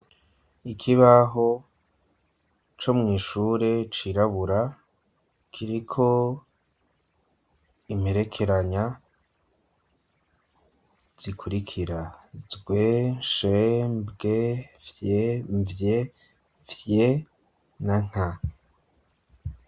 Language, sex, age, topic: Rundi, male, 25-35, education